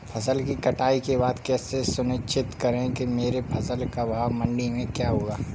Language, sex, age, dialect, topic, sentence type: Hindi, male, 18-24, Kanauji Braj Bhasha, agriculture, question